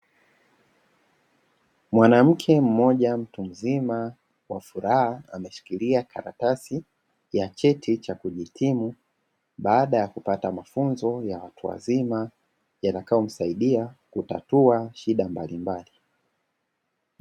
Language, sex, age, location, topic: Swahili, male, 25-35, Dar es Salaam, education